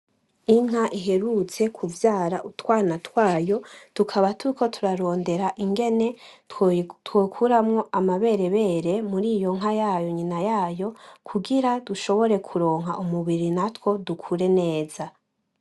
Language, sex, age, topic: Rundi, female, 18-24, agriculture